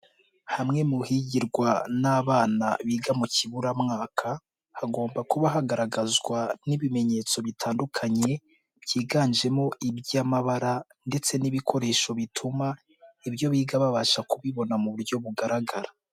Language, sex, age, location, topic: Kinyarwanda, male, 18-24, Nyagatare, education